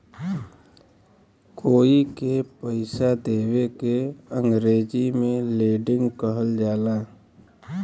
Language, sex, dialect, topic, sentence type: Bhojpuri, male, Western, banking, statement